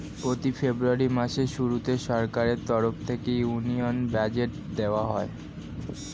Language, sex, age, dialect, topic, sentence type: Bengali, male, 18-24, Standard Colloquial, banking, statement